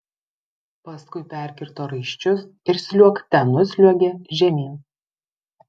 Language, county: Lithuanian, Vilnius